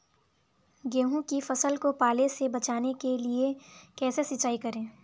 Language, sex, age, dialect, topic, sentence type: Hindi, female, 18-24, Kanauji Braj Bhasha, agriculture, question